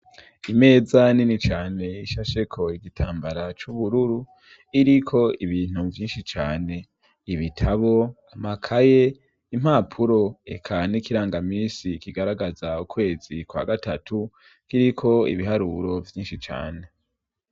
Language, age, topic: Rundi, 18-24, education